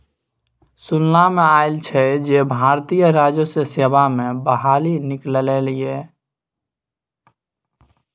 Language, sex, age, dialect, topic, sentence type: Maithili, male, 18-24, Bajjika, banking, statement